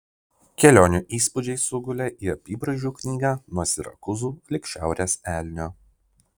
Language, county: Lithuanian, Vilnius